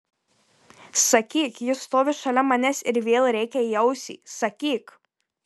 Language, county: Lithuanian, Marijampolė